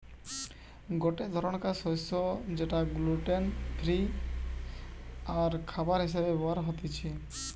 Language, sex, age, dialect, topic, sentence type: Bengali, male, 18-24, Western, agriculture, statement